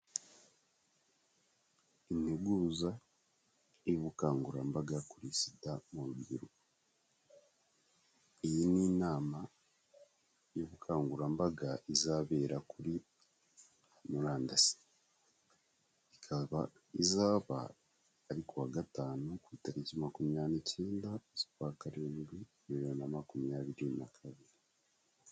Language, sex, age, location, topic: Kinyarwanda, male, 25-35, Kigali, health